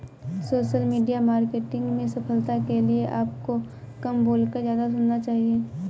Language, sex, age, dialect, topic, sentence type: Hindi, female, 18-24, Awadhi Bundeli, banking, statement